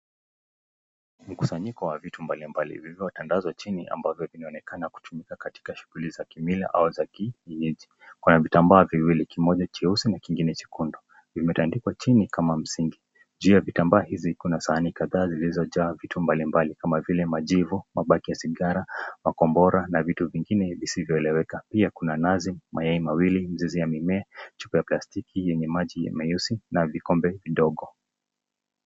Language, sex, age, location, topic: Swahili, male, 18-24, Nakuru, health